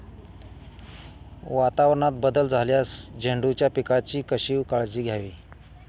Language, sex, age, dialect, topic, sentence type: Marathi, male, 18-24, Standard Marathi, agriculture, question